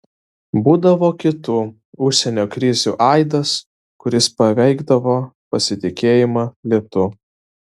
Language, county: Lithuanian, Vilnius